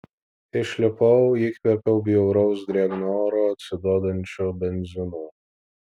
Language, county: Lithuanian, Vilnius